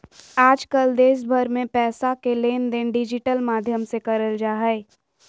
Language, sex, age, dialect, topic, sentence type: Magahi, female, 31-35, Southern, banking, statement